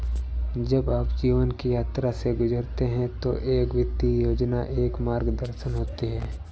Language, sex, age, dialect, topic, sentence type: Hindi, male, 18-24, Awadhi Bundeli, banking, statement